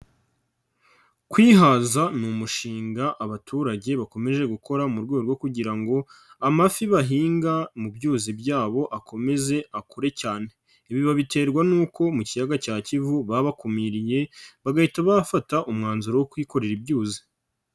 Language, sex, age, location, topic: Kinyarwanda, male, 25-35, Nyagatare, agriculture